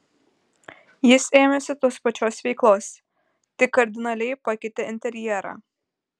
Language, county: Lithuanian, Panevėžys